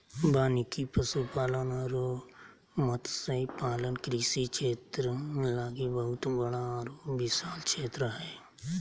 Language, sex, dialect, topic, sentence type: Magahi, male, Southern, agriculture, statement